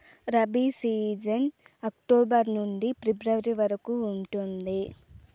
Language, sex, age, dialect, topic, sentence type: Telugu, female, 18-24, Southern, agriculture, statement